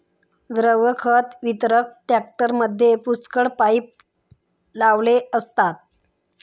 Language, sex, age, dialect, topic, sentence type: Marathi, female, 25-30, Standard Marathi, agriculture, statement